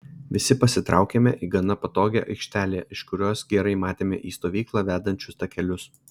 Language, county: Lithuanian, Šiauliai